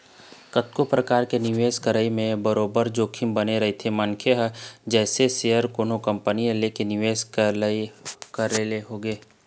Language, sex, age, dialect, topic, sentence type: Chhattisgarhi, male, 25-30, Eastern, banking, statement